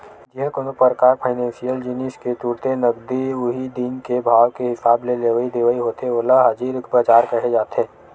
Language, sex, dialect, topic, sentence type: Chhattisgarhi, male, Western/Budati/Khatahi, banking, statement